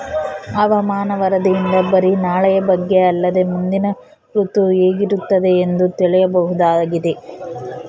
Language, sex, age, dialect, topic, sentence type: Kannada, female, 18-24, Central, agriculture, statement